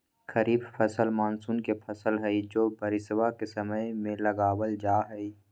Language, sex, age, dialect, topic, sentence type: Magahi, male, 25-30, Western, agriculture, statement